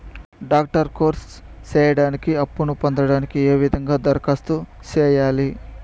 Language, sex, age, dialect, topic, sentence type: Telugu, male, 25-30, Southern, banking, question